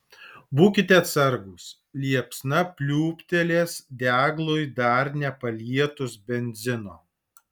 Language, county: Lithuanian, Alytus